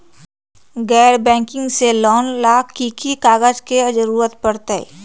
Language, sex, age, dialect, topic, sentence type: Magahi, female, 31-35, Western, banking, question